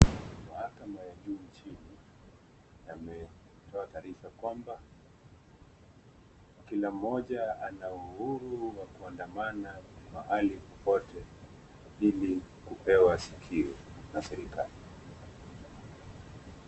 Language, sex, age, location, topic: Swahili, male, 25-35, Nakuru, government